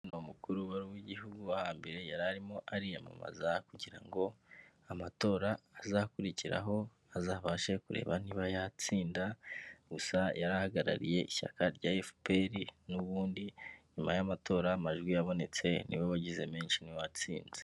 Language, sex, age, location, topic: Kinyarwanda, male, 25-35, Kigali, government